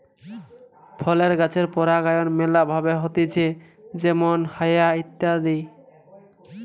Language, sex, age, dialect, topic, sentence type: Bengali, male, 18-24, Western, agriculture, statement